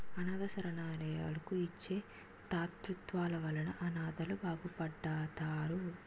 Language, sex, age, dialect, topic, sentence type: Telugu, female, 46-50, Utterandhra, banking, statement